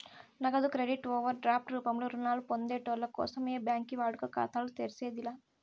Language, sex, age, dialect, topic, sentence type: Telugu, female, 56-60, Southern, banking, statement